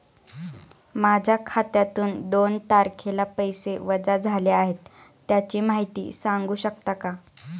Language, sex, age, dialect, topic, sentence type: Marathi, male, 41-45, Standard Marathi, banking, question